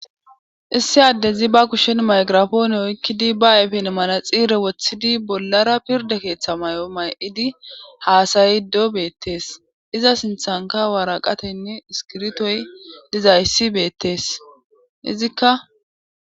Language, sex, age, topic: Gamo, female, 25-35, government